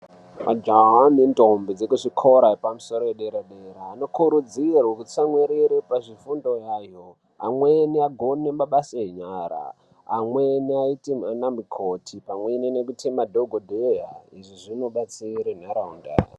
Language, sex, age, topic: Ndau, male, 36-49, education